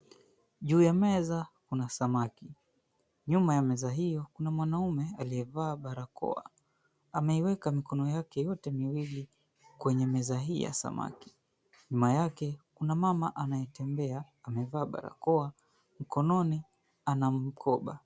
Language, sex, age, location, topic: Swahili, male, 25-35, Mombasa, agriculture